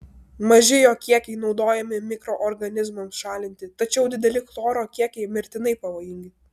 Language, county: Lithuanian, Vilnius